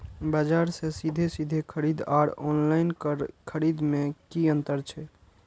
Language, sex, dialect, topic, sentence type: Maithili, male, Eastern / Thethi, agriculture, question